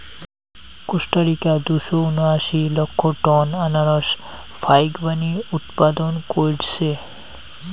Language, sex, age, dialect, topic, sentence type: Bengali, male, 31-35, Rajbangshi, agriculture, statement